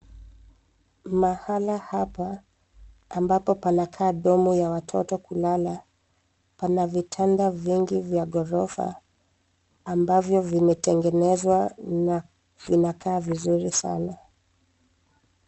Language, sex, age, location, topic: Swahili, female, 25-35, Nairobi, education